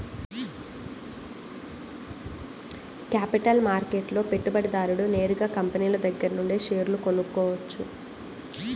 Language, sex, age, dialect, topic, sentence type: Telugu, female, 18-24, Central/Coastal, banking, statement